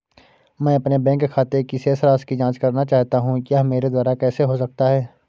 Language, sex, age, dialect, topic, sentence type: Hindi, male, 25-30, Awadhi Bundeli, banking, question